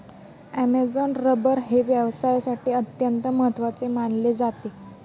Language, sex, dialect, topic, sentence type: Marathi, female, Standard Marathi, agriculture, statement